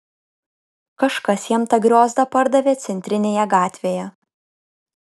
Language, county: Lithuanian, Kaunas